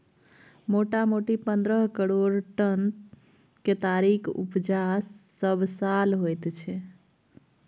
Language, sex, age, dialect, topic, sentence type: Maithili, female, 36-40, Bajjika, agriculture, statement